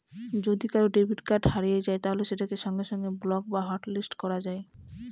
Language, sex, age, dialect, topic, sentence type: Bengali, female, 25-30, Northern/Varendri, banking, statement